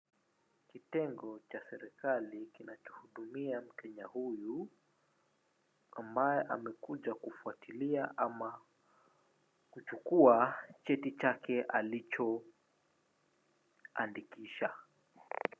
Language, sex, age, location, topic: Swahili, male, 25-35, Wajir, government